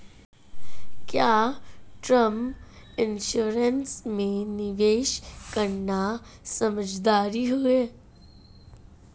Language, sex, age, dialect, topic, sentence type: Hindi, female, 31-35, Marwari Dhudhari, banking, question